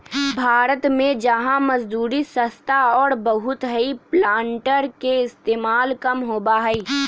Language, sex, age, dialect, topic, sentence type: Magahi, male, 18-24, Western, agriculture, statement